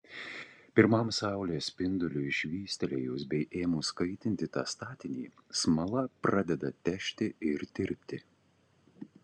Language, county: Lithuanian, Utena